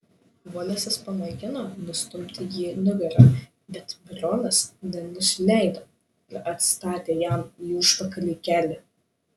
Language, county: Lithuanian, Šiauliai